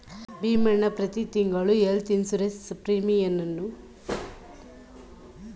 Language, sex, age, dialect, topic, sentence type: Kannada, female, 18-24, Mysore Kannada, banking, statement